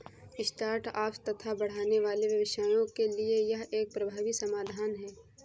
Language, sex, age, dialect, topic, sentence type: Hindi, female, 25-30, Kanauji Braj Bhasha, banking, statement